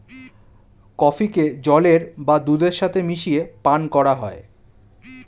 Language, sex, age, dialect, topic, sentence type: Bengali, male, 25-30, Standard Colloquial, agriculture, statement